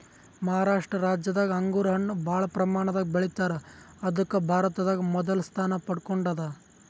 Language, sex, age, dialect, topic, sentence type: Kannada, male, 18-24, Northeastern, agriculture, statement